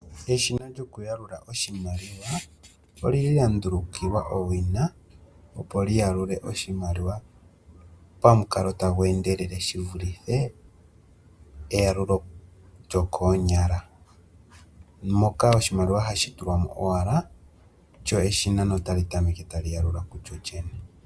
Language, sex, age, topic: Oshiwambo, male, 25-35, finance